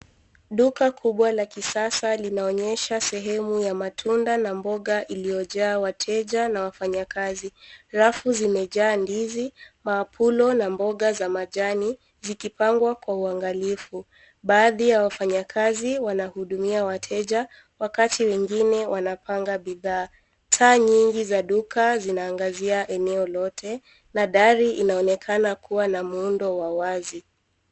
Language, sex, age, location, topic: Swahili, female, 18-24, Nairobi, finance